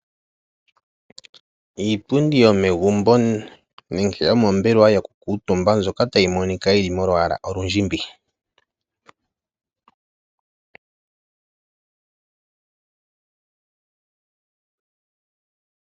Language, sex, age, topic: Oshiwambo, male, 36-49, finance